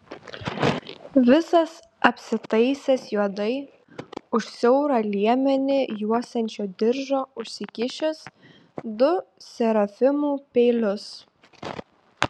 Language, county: Lithuanian, Klaipėda